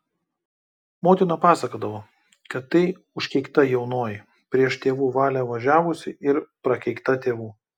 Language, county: Lithuanian, Kaunas